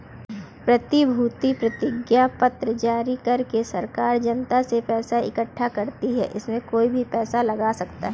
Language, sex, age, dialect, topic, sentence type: Hindi, female, 36-40, Kanauji Braj Bhasha, banking, statement